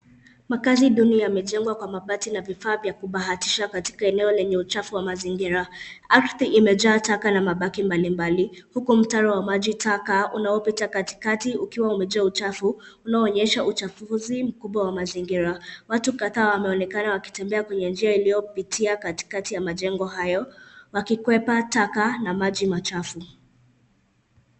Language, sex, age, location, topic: Swahili, male, 18-24, Nairobi, government